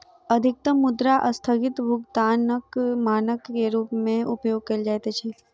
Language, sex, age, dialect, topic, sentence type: Maithili, female, 46-50, Southern/Standard, banking, statement